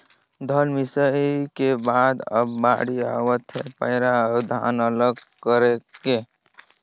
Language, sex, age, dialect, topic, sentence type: Chhattisgarhi, male, 18-24, Northern/Bhandar, agriculture, statement